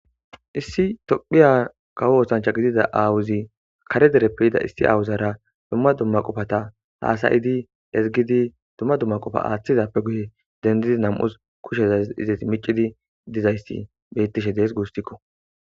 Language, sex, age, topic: Gamo, female, 25-35, government